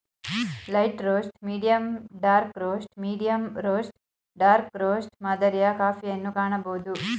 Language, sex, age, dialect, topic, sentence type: Kannada, female, 36-40, Mysore Kannada, agriculture, statement